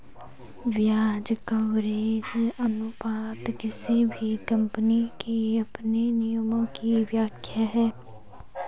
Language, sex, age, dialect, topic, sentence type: Hindi, female, 18-24, Garhwali, banking, statement